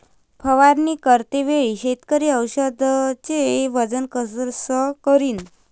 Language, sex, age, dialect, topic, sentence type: Marathi, female, 25-30, Varhadi, agriculture, question